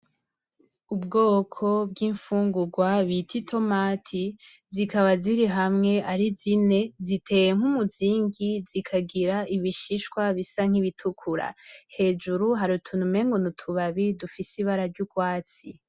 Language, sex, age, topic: Rundi, female, 18-24, agriculture